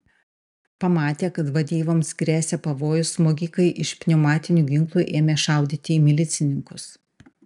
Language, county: Lithuanian, Panevėžys